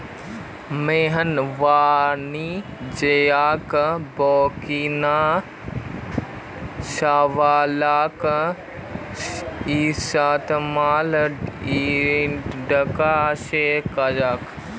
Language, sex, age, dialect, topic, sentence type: Magahi, male, 18-24, Northeastern/Surjapuri, banking, statement